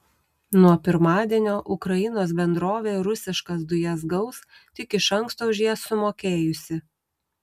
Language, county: Lithuanian, Utena